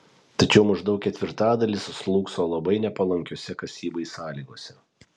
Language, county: Lithuanian, Kaunas